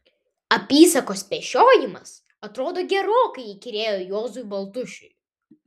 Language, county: Lithuanian, Vilnius